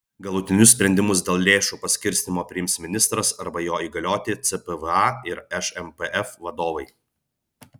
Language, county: Lithuanian, Vilnius